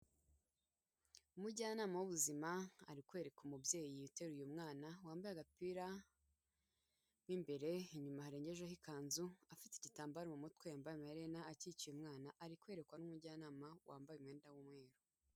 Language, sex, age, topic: Kinyarwanda, female, 18-24, health